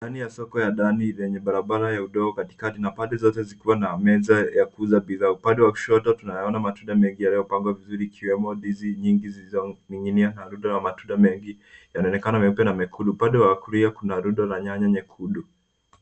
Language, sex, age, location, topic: Swahili, female, 50+, Nairobi, finance